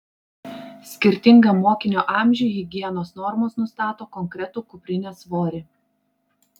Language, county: Lithuanian, Klaipėda